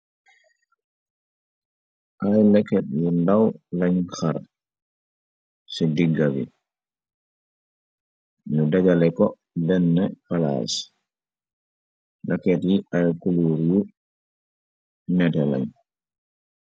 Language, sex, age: Wolof, male, 25-35